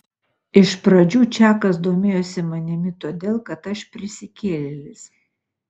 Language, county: Lithuanian, Utena